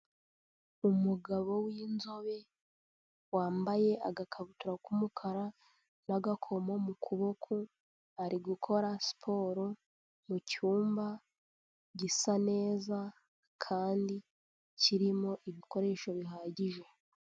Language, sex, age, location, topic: Kinyarwanda, female, 18-24, Huye, health